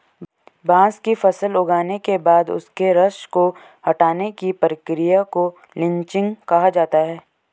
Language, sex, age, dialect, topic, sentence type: Hindi, male, 18-24, Garhwali, agriculture, statement